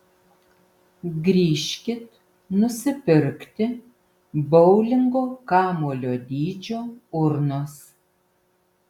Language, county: Lithuanian, Vilnius